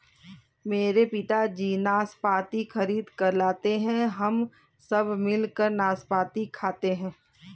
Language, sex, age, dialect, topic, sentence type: Hindi, female, 18-24, Kanauji Braj Bhasha, agriculture, statement